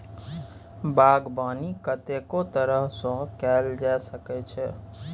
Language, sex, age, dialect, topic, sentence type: Maithili, male, 25-30, Bajjika, agriculture, statement